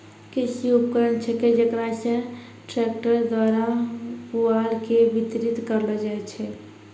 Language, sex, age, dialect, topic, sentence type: Maithili, female, 46-50, Angika, agriculture, statement